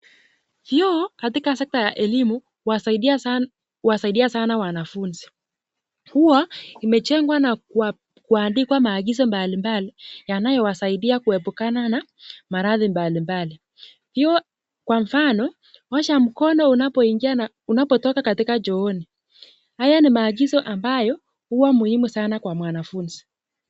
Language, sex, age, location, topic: Swahili, female, 18-24, Nakuru, health